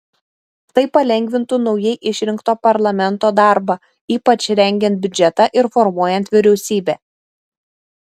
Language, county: Lithuanian, Šiauliai